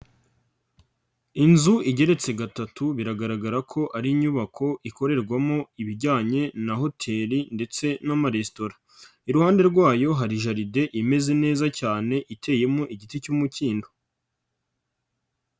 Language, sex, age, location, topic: Kinyarwanda, male, 25-35, Nyagatare, finance